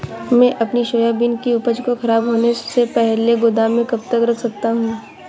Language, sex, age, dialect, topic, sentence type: Hindi, female, 25-30, Awadhi Bundeli, agriculture, question